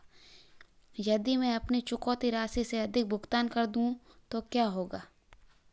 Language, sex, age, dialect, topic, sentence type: Hindi, female, 18-24, Marwari Dhudhari, banking, question